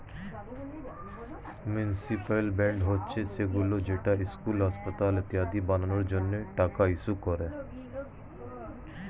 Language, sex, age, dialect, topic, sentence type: Bengali, male, 36-40, Standard Colloquial, banking, statement